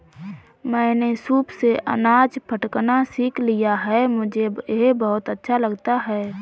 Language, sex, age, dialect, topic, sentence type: Hindi, female, 31-35, Marwari Dhudhari, agriculture, statement